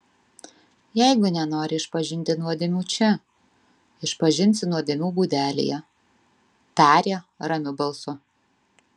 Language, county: Lithuanian, Vilnius